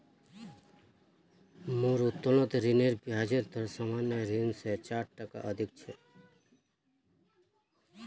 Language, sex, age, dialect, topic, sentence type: Magahi, male, 31-35, Northeastern/Surjapuri, banking, statement